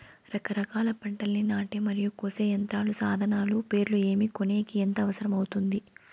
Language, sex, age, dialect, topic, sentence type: Telugu, female, 18-24, Southern, agriculture, question